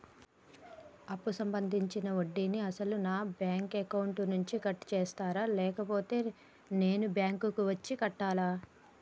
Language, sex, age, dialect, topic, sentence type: Telugu, female, 25-30, Telangana, banking, question